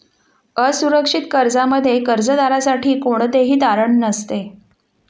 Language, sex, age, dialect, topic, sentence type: Marathi, female, 41-45, Standard Marathi, banking, statement